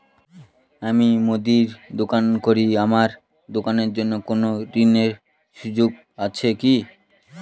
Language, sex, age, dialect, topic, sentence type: Bengali, male, 18-24, Northern/Varendri, banking, question